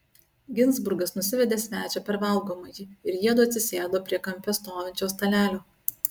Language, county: Lithuanian, Utena